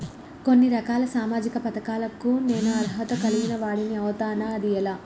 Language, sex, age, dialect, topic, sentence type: Telugu, female, 18-24, Telangana, banking, question